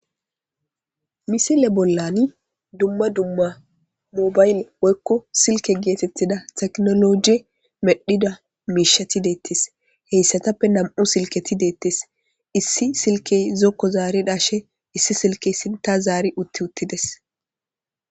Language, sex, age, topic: Gamo, female, 18-24, government